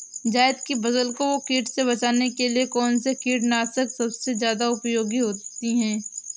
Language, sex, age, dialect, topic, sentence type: Hindi, female, 18-24, Awadhi Bundeli, agriculture, question